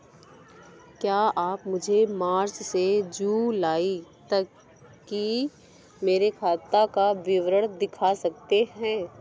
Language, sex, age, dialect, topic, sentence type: Hindi, female, 18-24, Awadhi Bundeli, banking, question